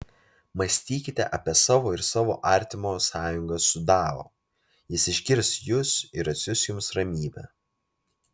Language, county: Lithuanian, Vilnius